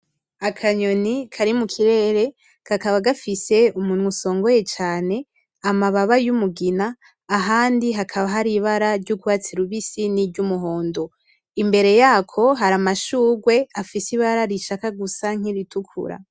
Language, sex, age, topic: Rundi, female, 18-24, agriculture